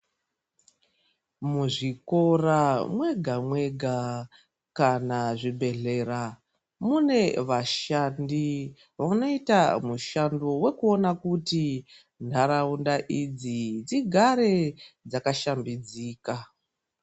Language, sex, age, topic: Ndau, female, 36-49, health